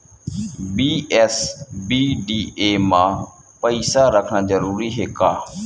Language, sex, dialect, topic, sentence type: Chhattisgarhi, male, Western/Budati/Khatahi, banking, question